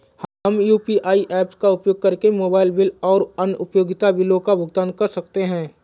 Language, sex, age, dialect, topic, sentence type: Hindi, male, 25-30, Awadhi Bundeli, banking, statement